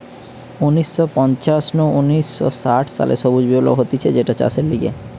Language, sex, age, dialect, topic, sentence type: Bengali, male, 25-30, Western, agriculture, statement